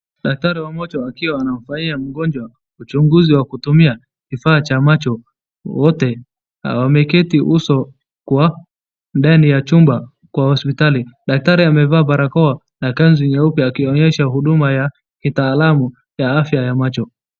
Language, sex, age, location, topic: Swahili, male, 25-35, Wajir, health